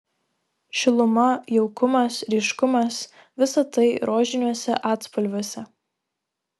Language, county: Lithuanian, Šiauliai